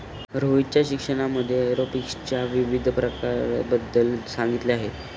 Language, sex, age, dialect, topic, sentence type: Marathi, male, 18-24, Standard Marathi, agriculture, statement